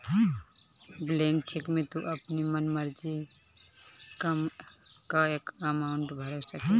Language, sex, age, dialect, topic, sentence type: Bhojpuri, female, 25-30, Northern, banking, statement